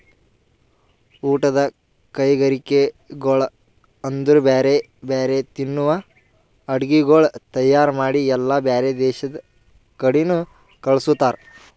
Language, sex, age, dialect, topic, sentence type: Kannada, male, 18-24, Northeastern, agriculture, statement